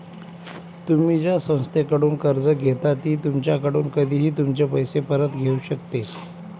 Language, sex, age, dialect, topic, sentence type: Marathi, male, 25-30, Northern Konkan, banking, statement